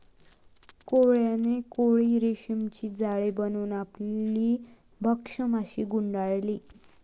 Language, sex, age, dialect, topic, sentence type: Marathi, female, 18-24, Varhadi, agriculture, statement